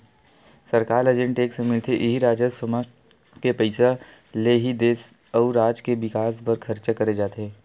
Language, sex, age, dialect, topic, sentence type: Chhattisgarhi, male, 18-24, Western/Budati/Khatahi, banking, statement